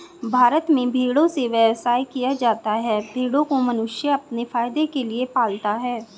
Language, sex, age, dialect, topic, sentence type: Hindi, female, 36-40, Hindustani Malvi Khadi Boli, agriculture, statement